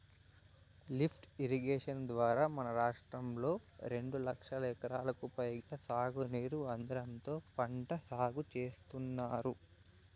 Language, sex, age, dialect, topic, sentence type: Telugu, male, 18-24, Southern, agriculture, statement